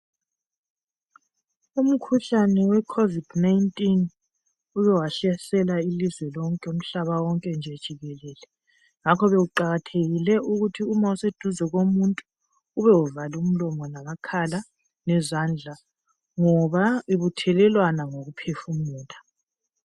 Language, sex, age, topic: North Ndebele, female, 36-49, health